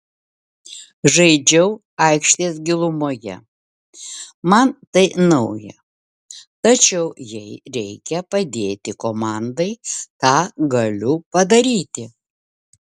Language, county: Lithuanian, Vilnius